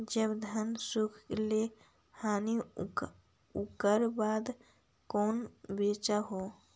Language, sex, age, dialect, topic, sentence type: Magahi, female, 60-100, Central/Standard, agriculture, question